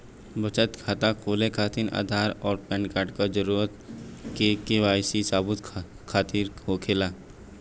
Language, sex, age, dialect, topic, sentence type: Bhojpuri, male, 18-24, Western, banking, statement